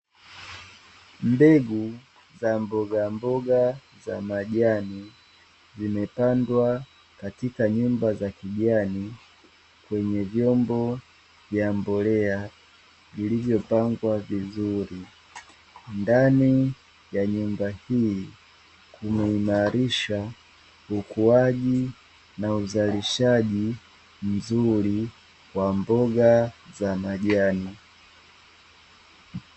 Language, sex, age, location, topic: Swahili, male, 25-35, Dar es Salaam, agriculture